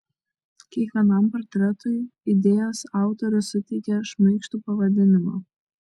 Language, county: Lithuanian, Šiauliai